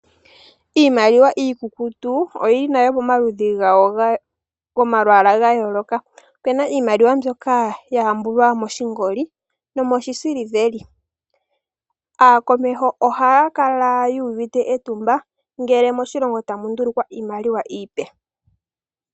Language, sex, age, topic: Oshiwambo, female, 18-24, finance